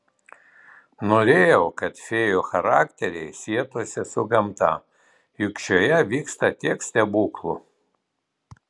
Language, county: Lithuanian, Vilnius